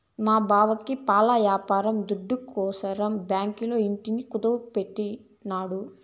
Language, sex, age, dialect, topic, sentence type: Telugu, female, 25-30, Southern, banking, statement